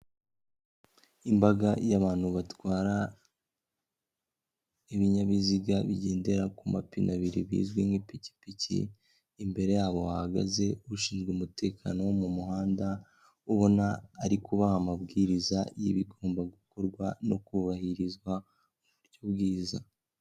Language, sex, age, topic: Kinyarwanda, female, 18-24, government